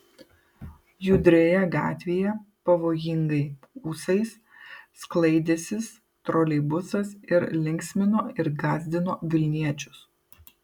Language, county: Lithuanian, Kaunas